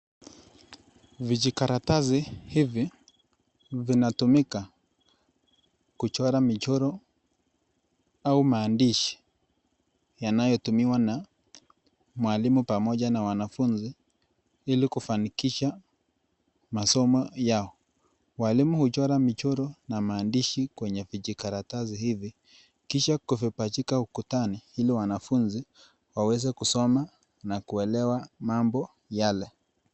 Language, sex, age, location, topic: Swahili, male, 18-24, Nakuru, education